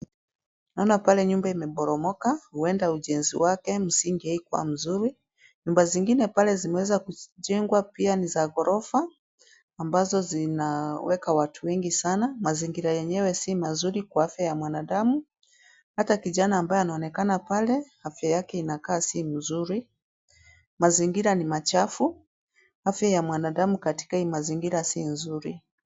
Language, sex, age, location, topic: Swahili, female, 36-49, Kisumu, health